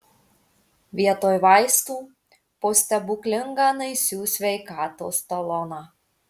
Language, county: Lithuanian, Marijampolė